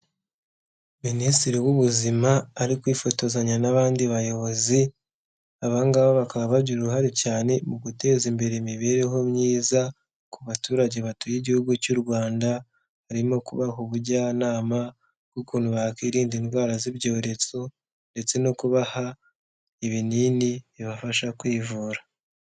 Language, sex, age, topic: Kinyarwanda, male, 18-24, health